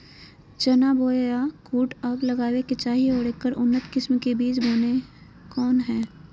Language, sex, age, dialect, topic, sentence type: Magahi, female, 31-35, Southern, agriculture, question